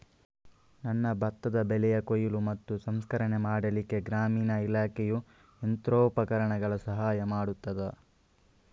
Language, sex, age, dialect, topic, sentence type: Kannada, male, 31-35, Coastal/Dakshin, agriculture, question